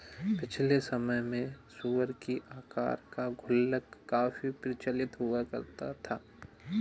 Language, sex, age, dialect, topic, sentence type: Hindi, male, 18-24, Awadhi Bundeli, banking, statement